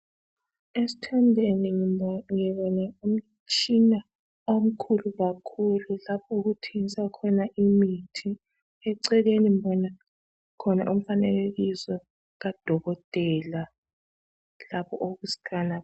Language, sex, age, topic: North Ndebele, male, 36-49, health